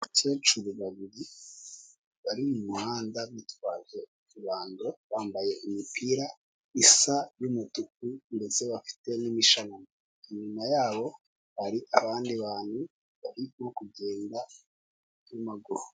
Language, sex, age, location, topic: Kinyarwanda, male, 18-24, Kigali, health